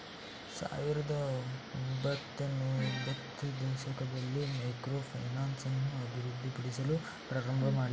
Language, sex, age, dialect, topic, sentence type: Kannada, male, 18-24, Mysore Kannada, banking, statement